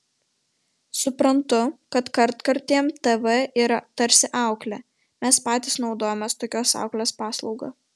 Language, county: Lithuanian, Vilnius